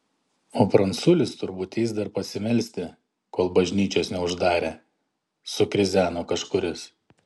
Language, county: Lithuanian, Panevėžys